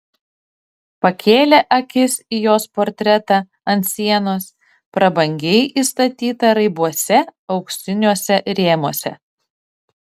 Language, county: Lithuanian, Šiauliai